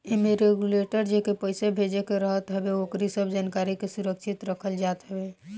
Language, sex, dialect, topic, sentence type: Bhojpuri, female, Northern, banking, statement